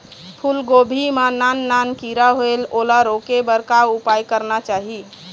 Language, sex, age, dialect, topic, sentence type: Chhattisgarhi, female, 31-35, Eastern, agriculture, question